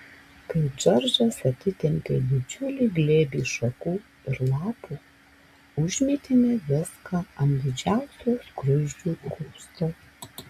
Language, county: Lithuanian, Alytus